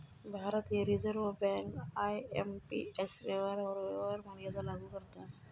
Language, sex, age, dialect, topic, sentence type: Marathi, female, 36-40, Southern Konkan, banking, statement